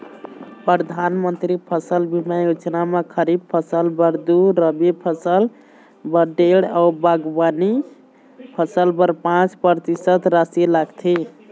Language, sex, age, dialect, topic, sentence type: Chhattisgarhi, male, 18-24, Eastern, agriculture, statement